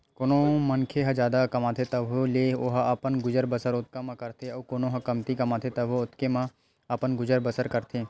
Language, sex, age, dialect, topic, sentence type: Chhattisgarhi, male, 25-30, Western/Budati/Khatahi, banking, statement